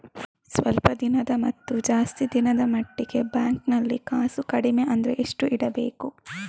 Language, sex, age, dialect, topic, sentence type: Kannada, female, 25-30, Coastal/Dakshin, banking, question